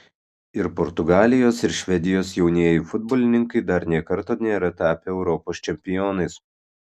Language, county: Lithuanian, Kaunas